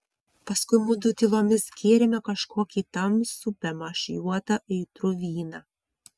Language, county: Lithuanian, Vilnius